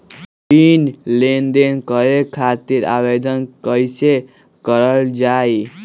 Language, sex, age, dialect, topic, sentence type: Magahi, male, 18-24, Western, banking, question